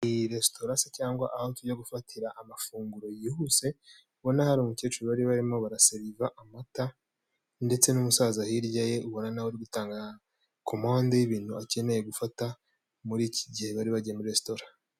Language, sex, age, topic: Kinyarwanda, male, 18-24, finance